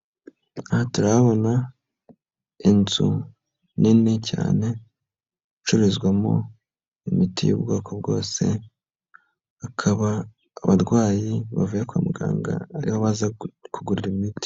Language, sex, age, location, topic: Kinyarwanda, male, 25-35, Nyagatare, health